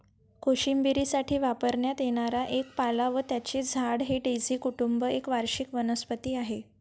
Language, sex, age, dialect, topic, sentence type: Marathi, female, 18-24, Varhadi, agriculture, statement